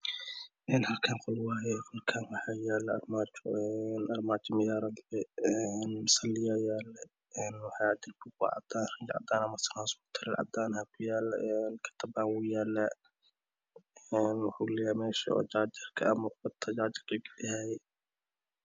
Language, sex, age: Somali, male, 18-24